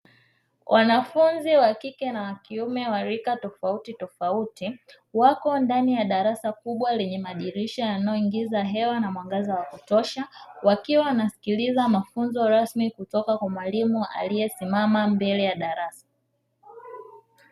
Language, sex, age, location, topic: Swahili, female, 25-35, Dar es Salaam, education